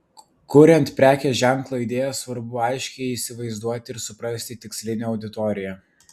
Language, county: Lithuanian, Vilnius